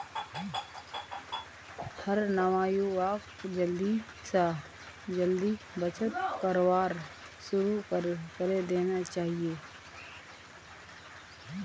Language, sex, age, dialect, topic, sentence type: Magahi, female, 25-30, Northeastern/Surjapuri, banking, statement